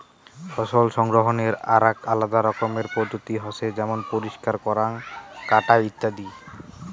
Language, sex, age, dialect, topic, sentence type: Bengali, male, 60-100, Rajbangshi, agriculture, statement